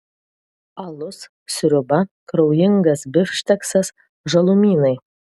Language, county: Lithuanian, Vilnius